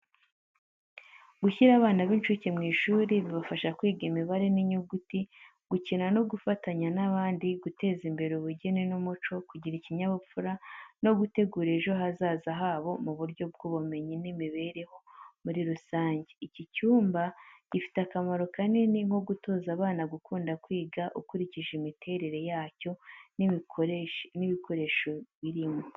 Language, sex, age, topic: Kinyarwanda, female, 25-35, education